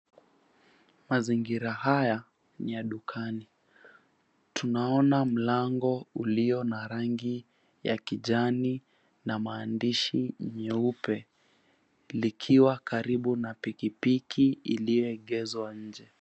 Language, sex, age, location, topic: Swahili, female, 50+, Mombasa, finance